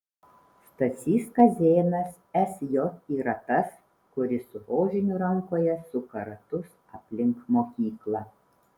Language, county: Lithuanian, Vilnius